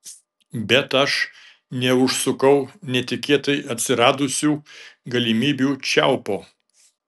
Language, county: Lithuanian, Šiauliai